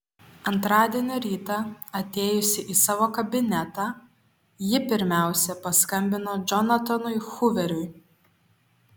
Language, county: Lithuanian, Šiauliai